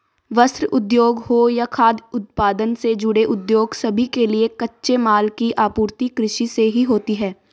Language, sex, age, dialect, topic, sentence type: Hindi, female, 18-24, Marwari Dhudhari, agriculture, statement